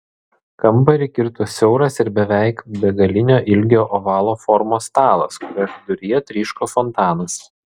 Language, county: Lithuanian, Vilnius